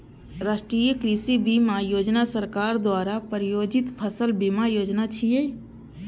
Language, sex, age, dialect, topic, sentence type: Maithili, female, 31-35, Eastern / Thethi, agriculture, statement